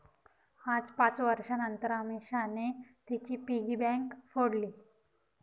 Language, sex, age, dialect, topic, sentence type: Marathi, female, 18-24, Northern Konkan, banking, statement